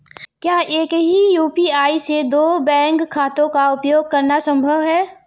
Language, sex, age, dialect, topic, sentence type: Hindi, female, 18-24, Marwari Dhudhari, banking, question